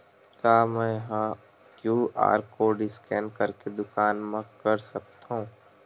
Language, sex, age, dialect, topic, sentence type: Chhattisgarhi, male, 18-24, Western/Budati/Khatahi, banking, question